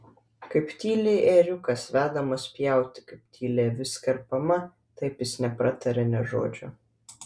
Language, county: Lithuanian, Vilnius